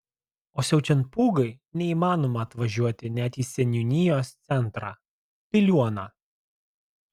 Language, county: Lithuanian, Alytus